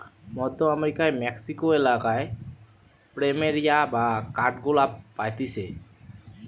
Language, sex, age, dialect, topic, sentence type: Bengali, male, 18-24, Western, agriculture, statement